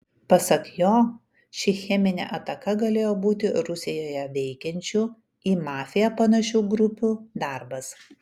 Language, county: Lithuanian, Kaunas